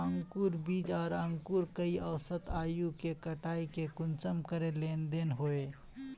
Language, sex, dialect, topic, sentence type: Magahi, male, Northeastern/Surjapuri, agriculture, question